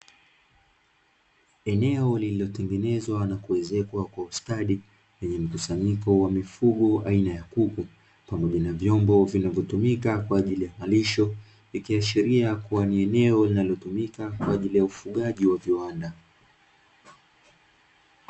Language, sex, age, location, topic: Swahili, male, 25-35, Dar es Salaam, agriculture